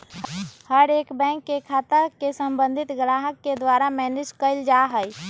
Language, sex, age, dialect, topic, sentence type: Magahi, female, 18-24, Western, banking, statement